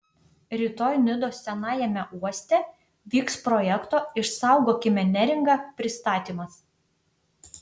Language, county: Lithuanian, Utena